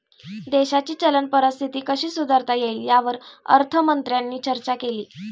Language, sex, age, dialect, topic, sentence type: Marathi, female, 18-24, Standard Marathi, banking, statement